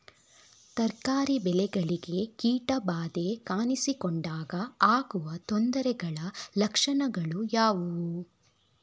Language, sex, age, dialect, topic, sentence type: Kannada, female, 36-40, Coastal/Dakshin, agriculture, question